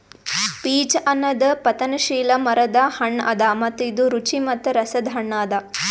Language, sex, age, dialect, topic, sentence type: Kannada, female, 18-24, Northeastern, agriculture, statement